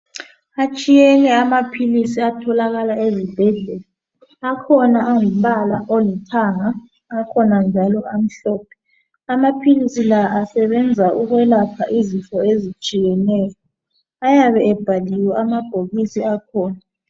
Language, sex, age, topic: North Ndebele, female, 36-49, health